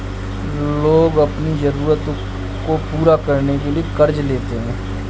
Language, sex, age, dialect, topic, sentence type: Hindi, male, 31-35, Kanauji Braj Bhasha, banking, statement